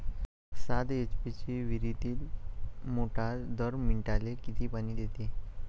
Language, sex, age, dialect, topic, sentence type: Marathi, male, 18-24, Varhadi, agriculture, question